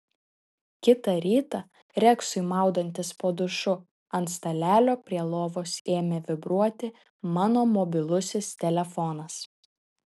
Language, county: Lithuanian, Šiauliai